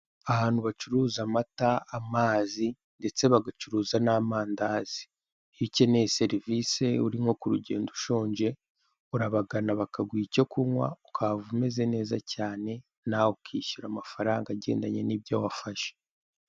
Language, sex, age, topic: Kinyarwanda, male, 18-24, finance